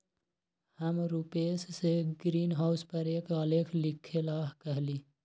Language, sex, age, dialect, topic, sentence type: Magahi, male, 18-24, Western, agriculture, statement